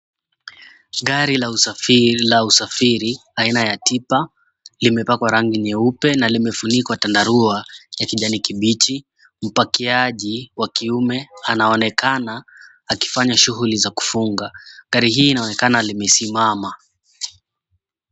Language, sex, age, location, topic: Swahili, male, 25-35, Mombasa, government